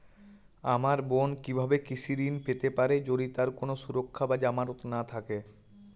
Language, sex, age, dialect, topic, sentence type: Bengali, male, 18-24, Jharkhandi, agriculture, statement